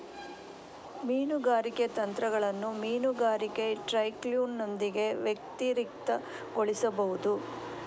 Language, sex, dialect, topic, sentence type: Kannada, female, Coastal/Dakshin, agriculture, statement